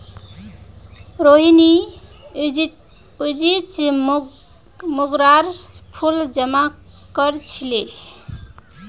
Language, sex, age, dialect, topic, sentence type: Magahi, female, 18-24, Northeastern/Surjapuri, agriculture, statement